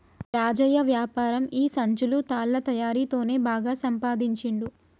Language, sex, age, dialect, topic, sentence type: Telugu, female, 25-30, Telangana, agriculture, statement